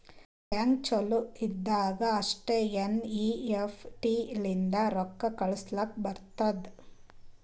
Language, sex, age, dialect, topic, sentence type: Kannada, female, 31-35, Northeastern, banking, statement